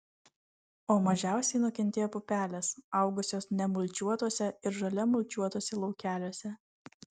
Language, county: Lithuanian, Vilnius